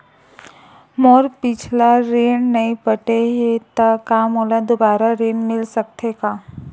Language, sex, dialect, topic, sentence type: Chhattisgarhi, female, Western/Budati/Khatahi, banking, question